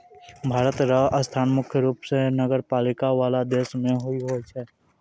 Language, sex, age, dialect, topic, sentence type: Maithili, male, 18-24, Angika, banking, statement